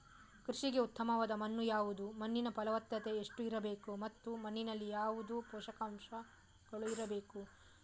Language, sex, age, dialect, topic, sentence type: Kannada, female, 18-24, Coastal/Dakshin, agriculture, question